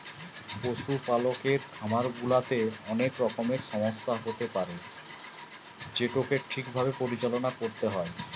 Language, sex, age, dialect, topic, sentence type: Bengali, male, 36-40, Western, agriculture, statement